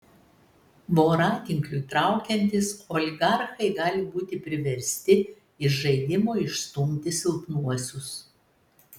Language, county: Lithuanian, Telšiai